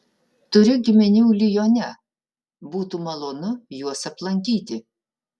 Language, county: Lithuanian, Utena